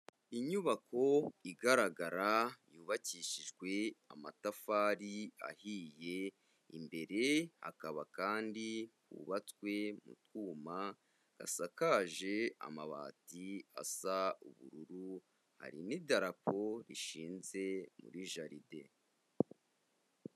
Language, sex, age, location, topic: Kinyarwanda, male, 25-35, Kigali, education